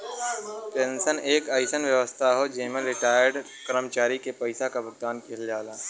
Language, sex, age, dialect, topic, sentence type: Bhojpuri, male, 18-24, Western, banking, statement